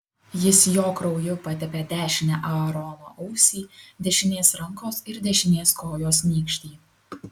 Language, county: Lithuanian, Kaunas